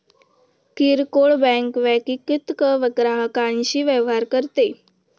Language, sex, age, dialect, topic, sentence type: Marathi, female, 25-30, Varhadi, banking, statement